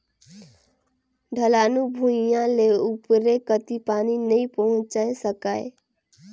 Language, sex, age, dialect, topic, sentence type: Chhattisgarhi, female, 18-24, Northern/Bhandar, agriculture, statement